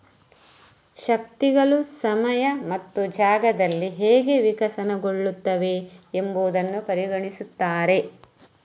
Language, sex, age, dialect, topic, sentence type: Kannada, female, 31-35, Coastal/Dakshin, agriculture, statement